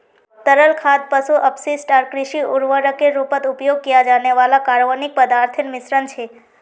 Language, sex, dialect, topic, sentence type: Magahi, female, Northeastern/Surjapuri, agriculture, statement